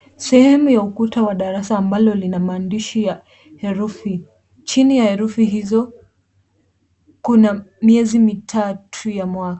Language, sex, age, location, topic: Swahili, female, 18-24, Kisumu, education